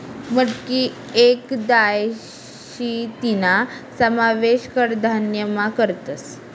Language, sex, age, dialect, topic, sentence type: Marathi, female, 18-24, Northern Konkan, agriculture, statement